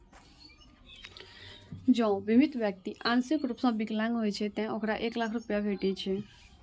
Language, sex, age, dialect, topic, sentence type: Maithili, female, 46-50, Eastern / Thethi, banking, statement